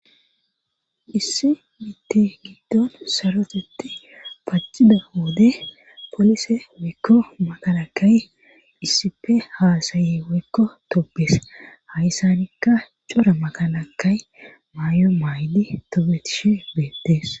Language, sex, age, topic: Gamo, female, 18-24, government